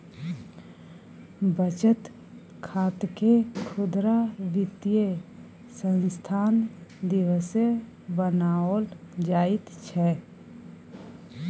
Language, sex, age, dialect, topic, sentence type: Maithili, female, 31-35, Bajjika, banking, statement